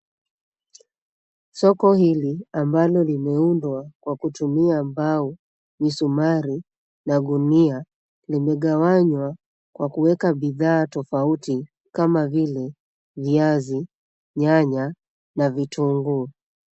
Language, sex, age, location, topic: Swahili, female, 25-35, Nairobi, finance